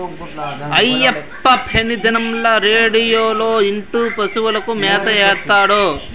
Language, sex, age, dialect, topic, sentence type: Telugu, male, 18-24, Southern, agriculture, statement